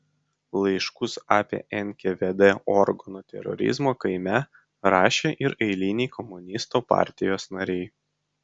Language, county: Lithuanian, Vilnius